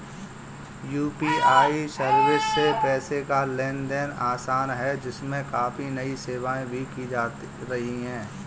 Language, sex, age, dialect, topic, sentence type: Hindi, male, 25-30, Kanauji Braj Bhasha, banking, statement